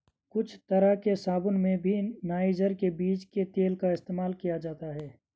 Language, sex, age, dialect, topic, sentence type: Hindi, male, 25-30, Garhwali, agriculture, statement